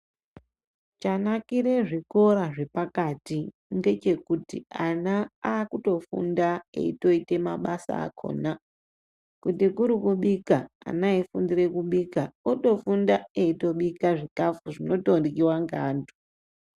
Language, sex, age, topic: Ndau, female, 36-49, education